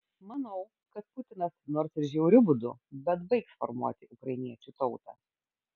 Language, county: Lithuanian, Kaunas